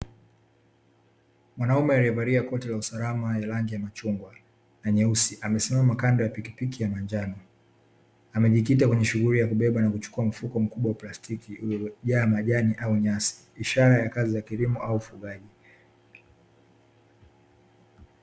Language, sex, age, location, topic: Swahili, male, 18-24, Dar es Salaam, government